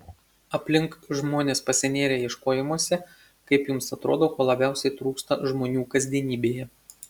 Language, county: Lithuanian, Šiauliai